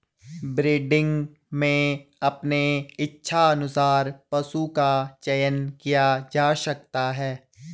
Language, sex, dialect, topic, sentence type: Hindi, male, Garhwali, agriculture, statement